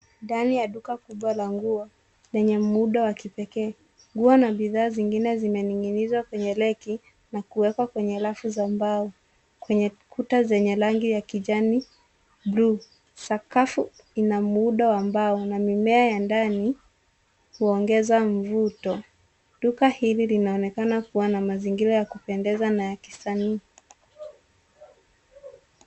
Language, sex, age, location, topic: Swahili, female, 36-49, Nairobi, finance